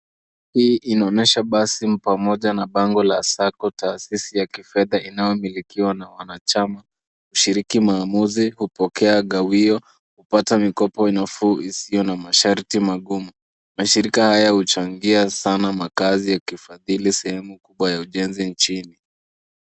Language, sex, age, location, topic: Swahili, female, 25-35, Nairobi, government